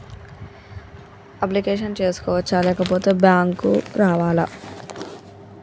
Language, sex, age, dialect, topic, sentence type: Telugu, female, 25-30, Telangana, banking, question